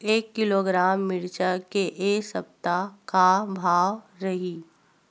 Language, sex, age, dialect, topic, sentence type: Chhattisgarhi, female, 51-55, Western/Budati/Khatahi, agriculture, question